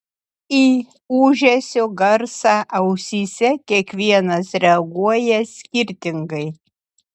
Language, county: Lithuanian, Utena